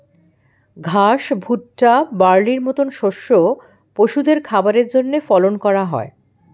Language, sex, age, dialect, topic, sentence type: Bengali, female, 51-55, Standard Colloquial, agriculture, statement